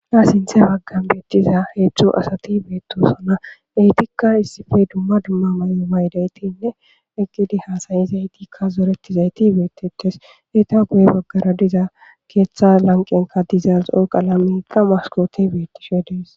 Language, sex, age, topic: Gamo, male, 18-24, government